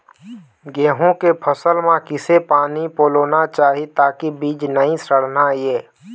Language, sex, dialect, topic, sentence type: Chhattisgarhi, male, Eastern, agriculture, question